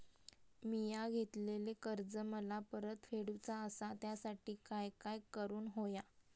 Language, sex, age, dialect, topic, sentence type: Marathi, female, 25-30, Southern Konkan, banking, question